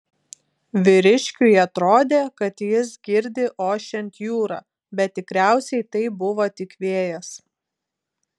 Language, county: Lithuanian, Klaipėda